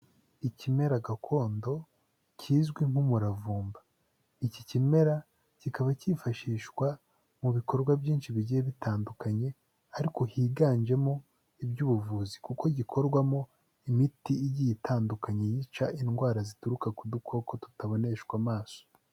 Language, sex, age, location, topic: Kinyarwanda, male, 18-24, Huye, health